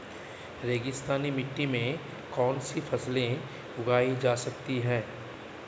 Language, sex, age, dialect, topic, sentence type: Hindi, male, 31-35, Marwari Dhudhari, agriculture, question